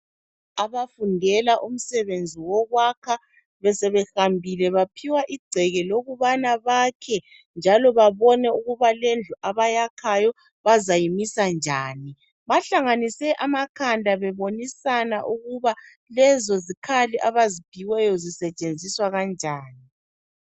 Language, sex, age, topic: North Ndebele, female, 36-49, education